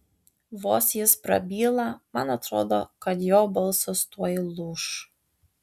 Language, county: Lithuanian, Tauragė